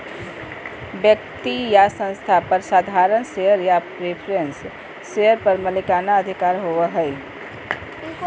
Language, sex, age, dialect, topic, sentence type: Magahi, female, 46-50, Southern, banking, statement